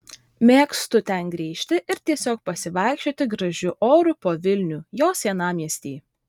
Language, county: Lithuanian, Vilnius